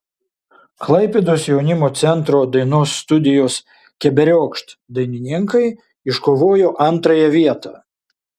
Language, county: Lithuanian, Šiauliai